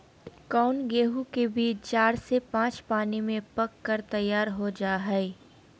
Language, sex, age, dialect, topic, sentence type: Magahi, female, 18-24, Southern, agriculture, question